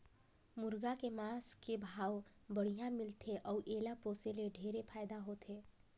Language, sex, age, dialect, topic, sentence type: Chhattisgarhi, female, 18-24, Northern/Bhandar, agriculture, statement